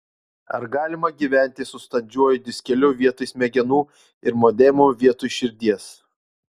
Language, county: Lithuanian, Utena